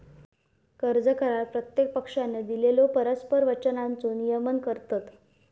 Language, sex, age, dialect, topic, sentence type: Marathi, female, 18-24, Southern Konkan, banking, statement